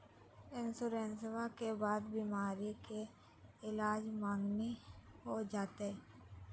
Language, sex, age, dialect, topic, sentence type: Magahi, female, 25-30, Southern, banking, question